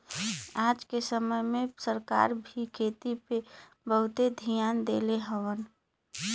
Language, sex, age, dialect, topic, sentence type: Bhojpuri, female, 25-30, Western, agriculture, statement